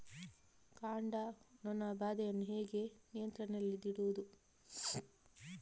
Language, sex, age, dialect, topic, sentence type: Kannada, female, 18-24, Coastal/Dakshin, agriculture, question